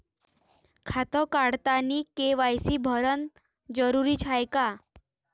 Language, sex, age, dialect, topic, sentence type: Marathi, female, 18-24, Varhadi, banking, question